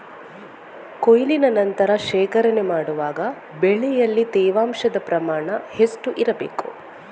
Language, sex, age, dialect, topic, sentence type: Kannada, female, 41-45, Coastal/Dakshin, agriculture, question